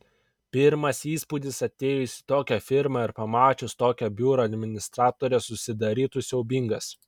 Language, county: Lithuanian, Kaunas